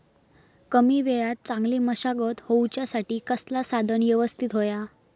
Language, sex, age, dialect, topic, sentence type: Marathi, female, 18-24, Southern Konkan, agriculture, question